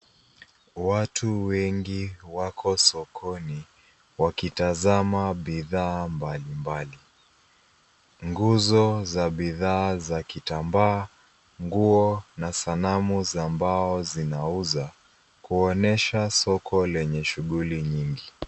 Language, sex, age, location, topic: Swahili, female, 25-35, Nairobi, finance